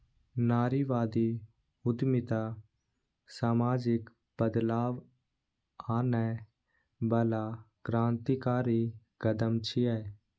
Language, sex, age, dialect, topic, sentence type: Maithili, male, 18-24, Eastern / Thethi, banking, statement